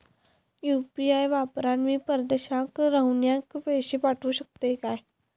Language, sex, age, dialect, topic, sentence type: Marathi, female, 25-30, Southern Konkan, banking, question